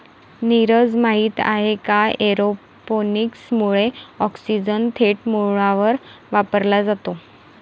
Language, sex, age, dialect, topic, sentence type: Marathi, female, 18-24, Varhadi, agriculture, statement